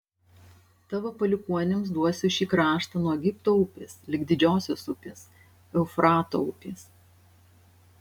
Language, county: Lithuanian, Šiauliai